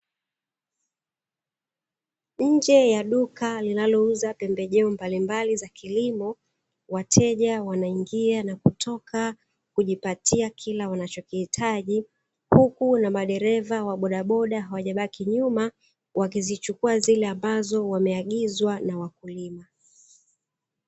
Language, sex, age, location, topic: Swahili, female, 36-49, Dar es Salaam, agriculture